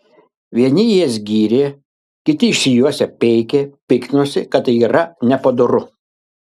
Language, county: Lithuanian, Kaunas